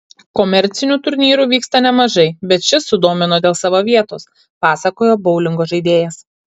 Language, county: Lithuanian, Kaunas